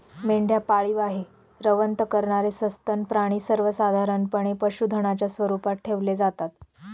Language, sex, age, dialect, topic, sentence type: Marathi, female, 25-30, Northern Konkan, agriculture, statement